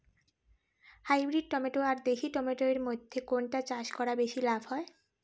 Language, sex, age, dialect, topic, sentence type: Bengali, female, 18-24, Rajbangshi, agriculture, question